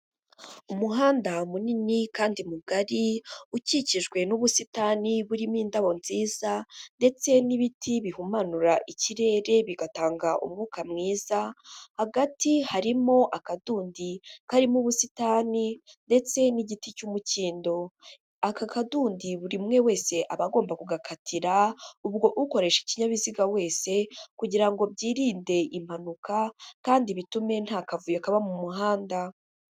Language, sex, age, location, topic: Kinyarwanda, female, 18-24, Huye, government